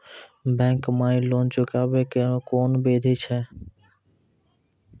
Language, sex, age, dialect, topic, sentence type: Maithili, male, 18-24, Angika, banking, question